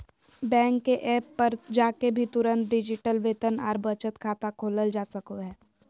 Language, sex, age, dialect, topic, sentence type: Magahi, female, 25-30, Southern, banking, statement